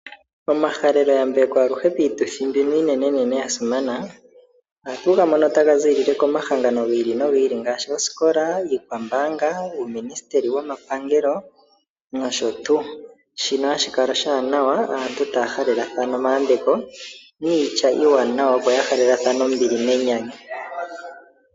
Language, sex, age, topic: Oshiwambo, male, 25-35, finance